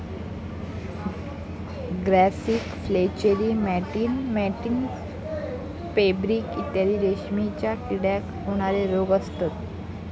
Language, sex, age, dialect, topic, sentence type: Marathi, female, 18-24, Southern Konkan, agriculture, statement